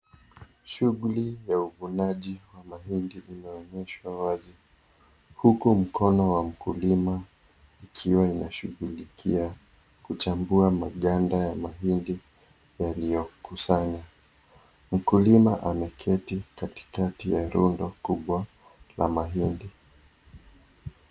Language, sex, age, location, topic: Swahili, male, 18-24, Kisii, agriculture